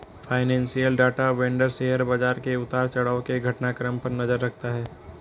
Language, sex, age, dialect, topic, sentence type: Hindi, male, 56-60, Garhwali, banking, statement